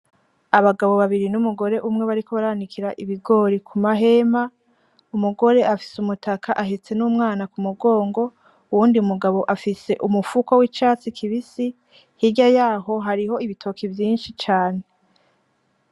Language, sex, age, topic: Rundi, female, 25-35, agriculture